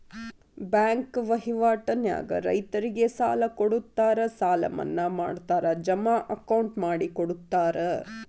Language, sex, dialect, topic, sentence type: Kannada, female, Dharwad Kannada, banking, statement